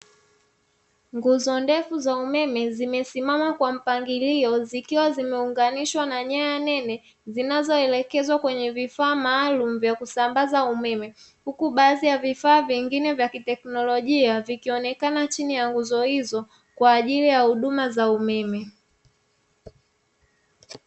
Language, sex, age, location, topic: Swahili, female, 25-35, Dar es Salaam, government